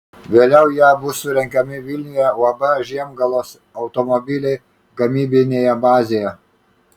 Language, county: Lithuanian, Kaunas